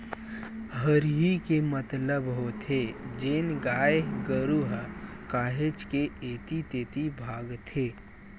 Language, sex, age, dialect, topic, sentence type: Chhattisgarhi, male, 18-24, Western/Budati/Khatahi, agriculture, statement